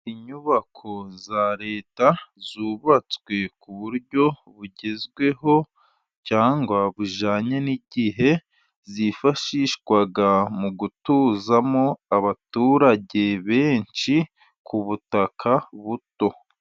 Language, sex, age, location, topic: Kinyarwanda, male, 25-35, Musanze, government